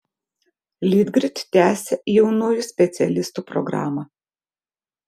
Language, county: Lithuanian, Vilnius